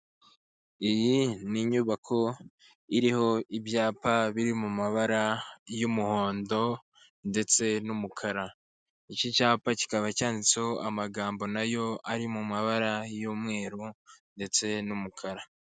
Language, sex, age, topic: Kinyarwanda, male, 25-35, finance